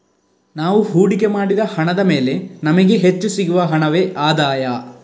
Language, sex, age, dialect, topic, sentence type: Kannada, male, 41-45, Coastal/Dakshin, banking, statement